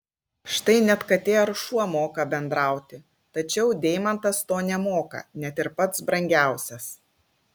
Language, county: Lithuanian, Klaipėda